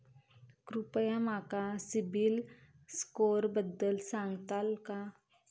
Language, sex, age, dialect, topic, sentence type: Marathi, female, 25-30, Southern Konkan, banking, statement